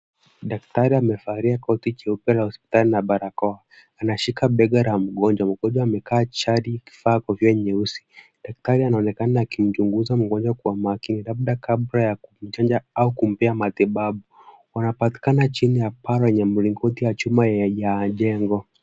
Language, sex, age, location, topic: Swahili, male, 18-24, Kisumu, health